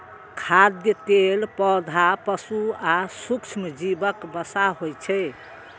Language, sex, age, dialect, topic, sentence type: Maithili, female, 36-40, Eastern / Thethi, agriculture, statement